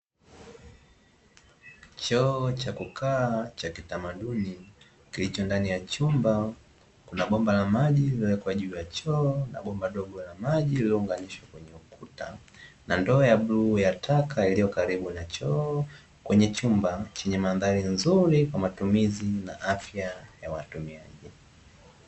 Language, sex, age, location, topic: Swahili, male, 18-24, Dar es Salaam, government